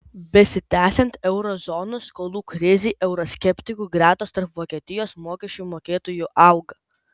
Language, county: Lithuanian, Kaunas